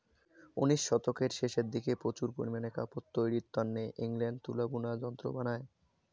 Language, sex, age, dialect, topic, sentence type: Bengali, male, 18-24, Rajbangshi, agriculture, statement